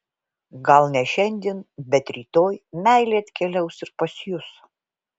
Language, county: Lithuanian, Vilnius